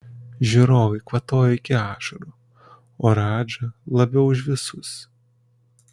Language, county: Lithuanian, Kaunas